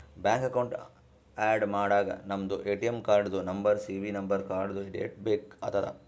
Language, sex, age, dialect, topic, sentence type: Kannada, male, 56-60, Northeastern, banking, statement